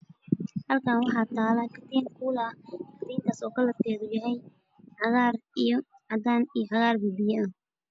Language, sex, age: Somali, female, 18-24